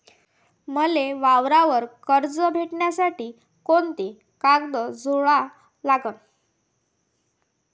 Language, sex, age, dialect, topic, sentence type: Marathi, female, 18-24, Varhadi, banking, question